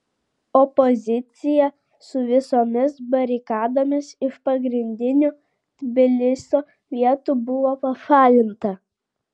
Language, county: Lithuanian, Vilnius